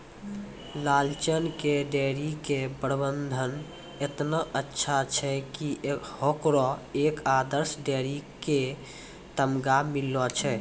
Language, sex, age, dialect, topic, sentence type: Maithili, male, 18-24, Angika, agriculture, statement